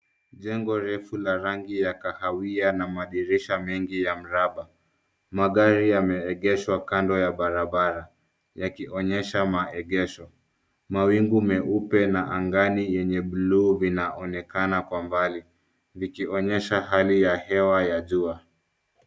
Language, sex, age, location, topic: Swahili, male, 25-35, Nairobi, finance